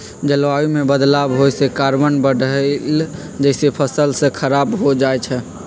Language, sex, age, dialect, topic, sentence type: Magahi, male, 46-50, Western, agriculture, statement